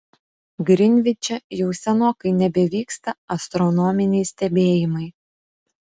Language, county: Lithuanian, Utena